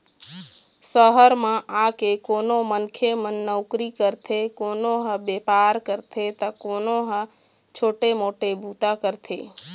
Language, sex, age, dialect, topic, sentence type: Chhattisgarhi, female, 31-35, Eastern, banking, statement